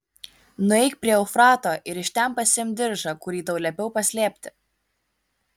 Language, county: Lithuanian, Kaunas